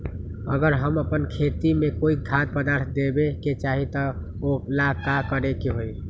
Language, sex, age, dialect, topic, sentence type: Magahi, male, 18-24, Western, agriculture, question